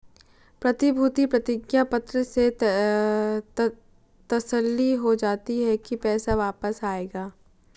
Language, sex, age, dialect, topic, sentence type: Hindi, female, 18-24, Marwari Dhudhari, banking, statement